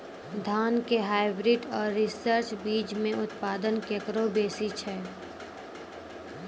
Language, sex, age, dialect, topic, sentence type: Maithili, female, 18-24, Angika, agriculture, question